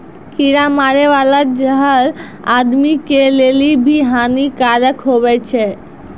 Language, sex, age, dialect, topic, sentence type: Maithili, female, 60-100, Angika, agriculture, statement